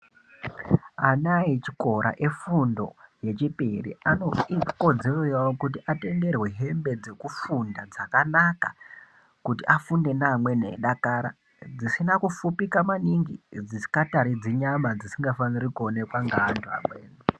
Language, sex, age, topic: Ndau, male, 18-24, education